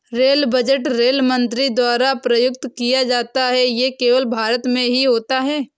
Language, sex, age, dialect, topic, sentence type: Hindi, female, 18-24, Awadhi Bundeli, banking, statement